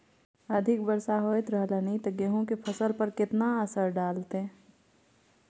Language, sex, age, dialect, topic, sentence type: Maithili, female, 36-40, Bajjika, agriculture, question